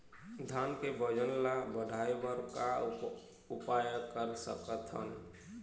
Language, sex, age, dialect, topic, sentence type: Chhattisgarhi, male, 25-30, Eastern, agriculture, question